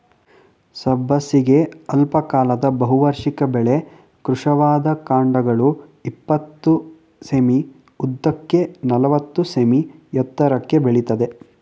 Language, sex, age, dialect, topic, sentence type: Kannada, male, 18-24, Mysore Kannada, agriculture, statement